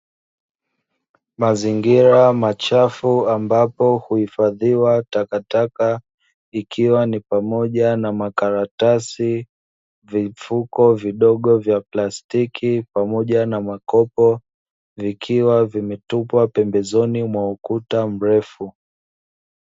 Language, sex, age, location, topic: Swahili, male, 25-35, Dar es Salaam, government